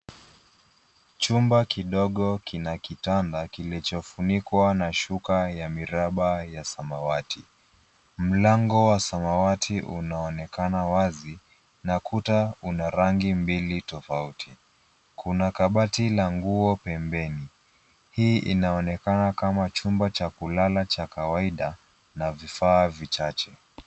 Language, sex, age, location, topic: Swahili, male, 25-35, Nairobi, education